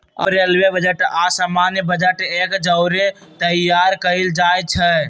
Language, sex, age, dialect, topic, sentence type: Magahi, male, 18-24, Western, banking, statement